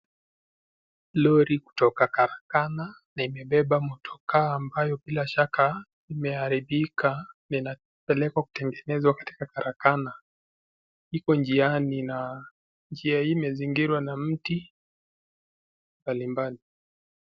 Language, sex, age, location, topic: Swahili, male, 18-24, Nakuru, finance